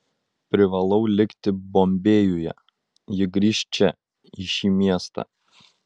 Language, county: Lithuanian, Utena